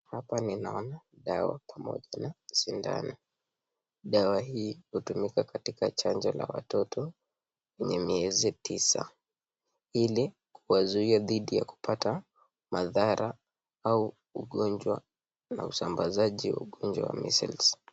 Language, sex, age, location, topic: Swahili, male, 18-24, Nakuru, health